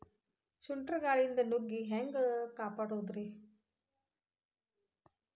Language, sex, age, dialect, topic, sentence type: Kannada, female, 51-55, Dharwad Kannada, agriculture, question